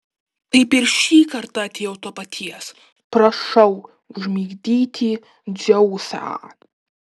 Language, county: Lithuanian, Klaipėda